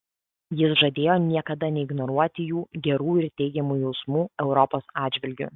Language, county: Lithuanian, Kaunas